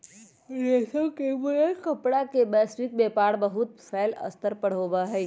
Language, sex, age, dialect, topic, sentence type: Magahi, female, 18-24, Western, agriculture, statement